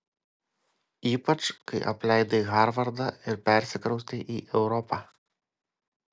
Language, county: Lithuanian, Kaunas